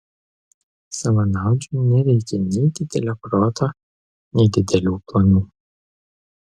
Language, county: Lithuanian, Vilnius